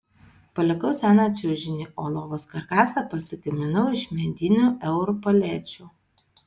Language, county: Lithuanian, Vilnius